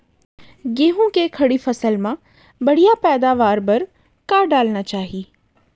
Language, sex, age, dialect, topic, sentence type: Chhattisgarhi, female, 31-35, Central, agriculture, question